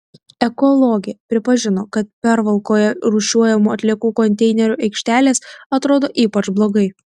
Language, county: Lithuanian, Tauragė